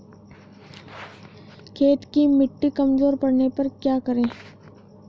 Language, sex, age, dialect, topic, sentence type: Hindi, female, 18-24, Hindustani Malvi Khadi Boli, agriculture, question